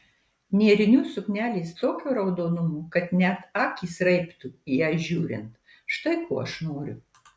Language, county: Lithuanian, Marijampolė